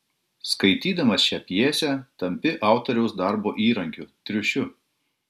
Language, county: Lithuanian, Klaipėda